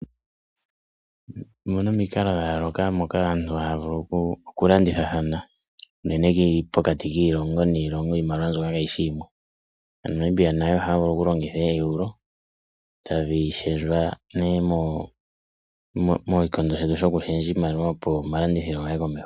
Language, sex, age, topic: Oshiwambo, male, 25-35, finance